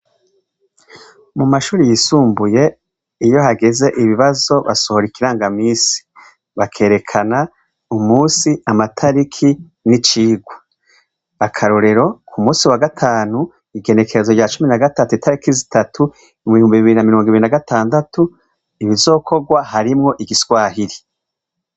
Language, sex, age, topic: Rundi, male, 36-49, education